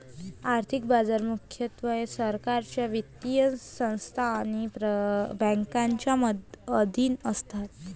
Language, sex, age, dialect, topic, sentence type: Marathi, female, 25-30, Varhadi, banking, statement